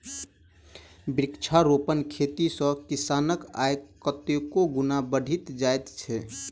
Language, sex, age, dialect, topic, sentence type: Maithili, male, 18-24, Southern/Standard, agriculture, statement